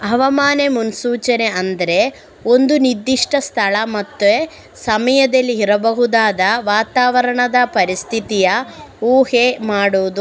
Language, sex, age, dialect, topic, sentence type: Kannada, female, 18-24, Coastal/Dakshin, agriculture, statement